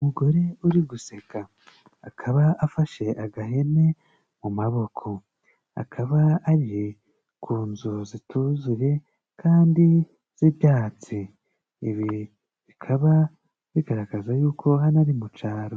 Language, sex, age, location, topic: Kinyarwanda, male, 25-35, Musanze, agriculture